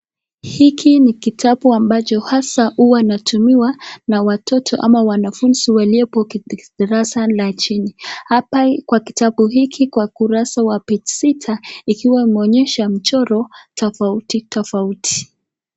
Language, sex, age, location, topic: Swahili, female, 18-24, Nakuru, education